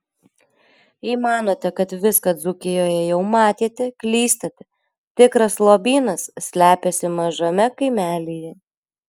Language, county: Lithuanian, Alytus